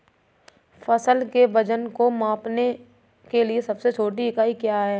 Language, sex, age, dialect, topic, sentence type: Hindi, female, 51-55, Kanauji Braj Bhasha, agriculture, question